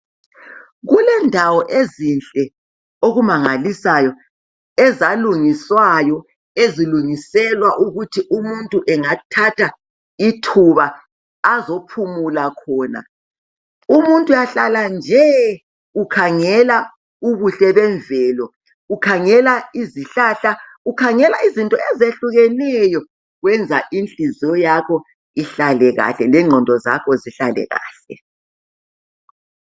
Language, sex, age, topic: North Ndebele, female, 50+, education